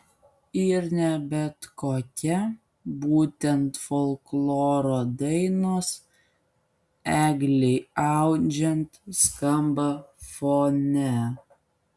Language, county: Lithuanian, Kaunas